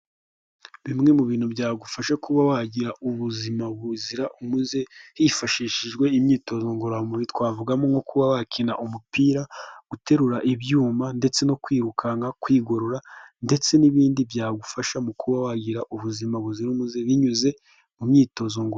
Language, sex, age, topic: Kinyarwanda, male, 18-24, health